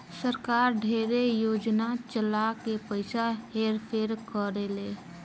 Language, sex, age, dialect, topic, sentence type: Bhojpuri, female, <18, Southern / Standard, banking, statement